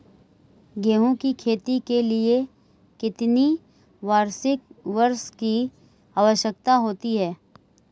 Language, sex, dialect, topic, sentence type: Hindi, female, Marwari Dhudhari, agriculture, question